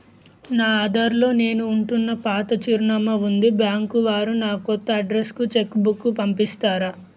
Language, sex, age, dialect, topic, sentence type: Telugu, male, 25-30, Utterandhra, banking, question